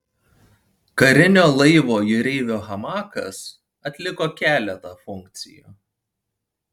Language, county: Lithuanian, Panevėžys